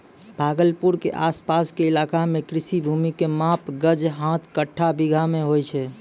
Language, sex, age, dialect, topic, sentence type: Maithili, male, 25-30, Angika, agriculture, statement